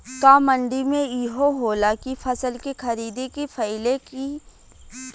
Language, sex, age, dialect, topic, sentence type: Bhojpuri, female, <18, Western, agriculture, question